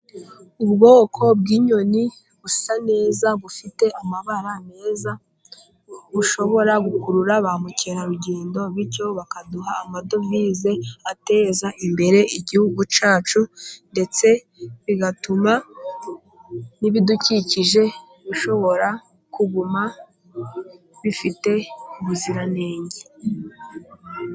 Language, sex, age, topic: Kinyarwanda, female, 18-24, agriculture